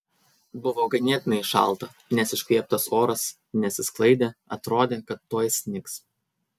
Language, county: Lithuanian, Kaunas